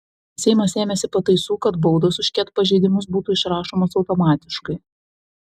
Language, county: Lithuanian, Vilnius